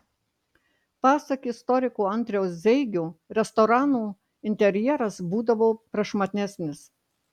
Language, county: Lithuanian, Marijampolė